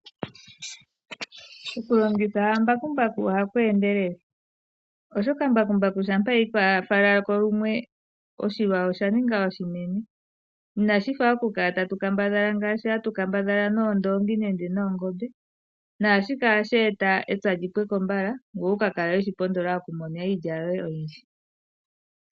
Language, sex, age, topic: Oshiwambo, female, 36-49, agriculture